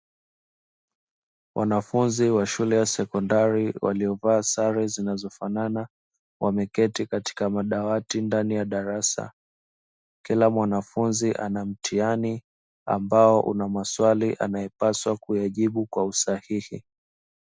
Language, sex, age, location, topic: Swahili, male, 25-35, Dar es Salaam, education